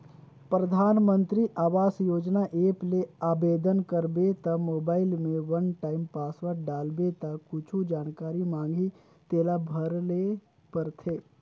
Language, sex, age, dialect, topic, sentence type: Chhattisgarhi, male, 25-30, Northern/Bhandar, banking, statement